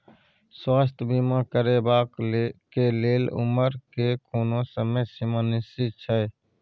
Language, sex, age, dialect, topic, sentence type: Maithili, male, 46-50, Bajjika, banking, question